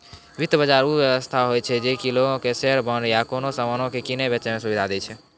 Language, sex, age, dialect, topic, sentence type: Maithili, male, 18-24, Angika, banking, statement